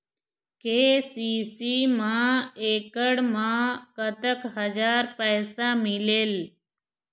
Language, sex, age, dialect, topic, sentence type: Chhattisgarhi, female, 41-45, Eastern, agriculture, question